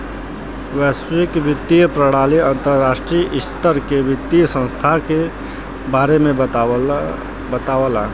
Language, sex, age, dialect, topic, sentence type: Bhojpuri, male, 25-30, Western, banking, statement